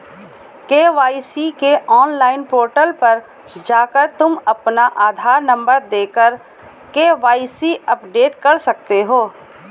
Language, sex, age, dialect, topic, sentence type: Hindi, female, 18-24, Kanauji Braj Bhasha, banking, statement